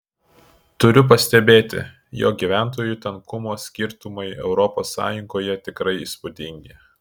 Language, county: Lithuanian, Klaipėda